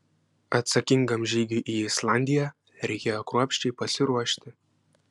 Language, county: Lithuanian, Klaipėda